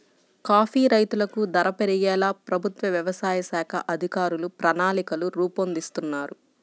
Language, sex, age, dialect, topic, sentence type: Telugu, female, 25-30, Central/Coastal, agriculture, statement